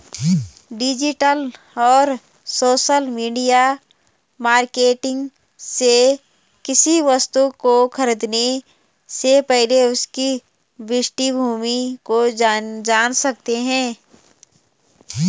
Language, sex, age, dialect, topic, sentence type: Hindi, female, 31-35, Garhwali, banking, statement